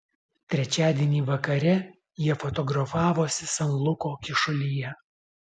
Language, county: Lithuanian, Alytus